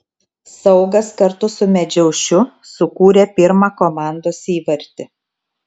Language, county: Lithuanian, Telšiai